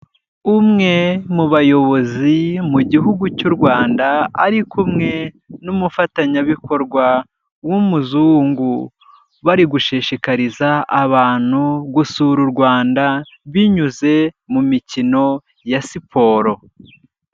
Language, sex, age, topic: Kinyarwanda, male, 18-24, health